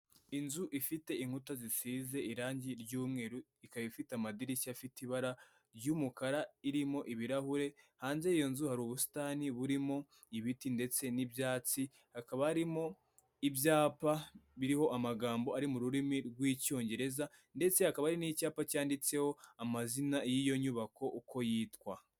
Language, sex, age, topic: Kinyarwanda, male, 18-24, health